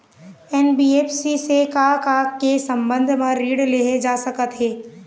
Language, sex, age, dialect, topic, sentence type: Chhattisgarhi, female, 18-24, Eastern, banking, question